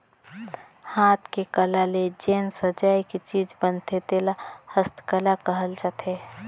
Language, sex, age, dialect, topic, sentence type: Chhattisgarhi, female, 25-30, Northern/Bhandar, agriculture, statement